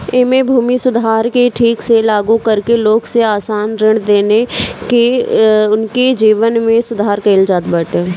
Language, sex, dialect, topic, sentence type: Bhojpuri, female, Northern, agriculture, statement